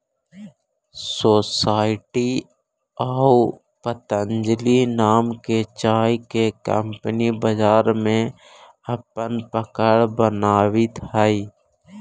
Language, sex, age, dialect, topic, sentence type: Magahi, male, 18-24, Central/Standard, agriculture, statement